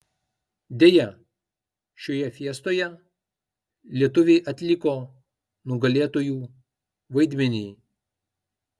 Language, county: Lithuanian, Kaunas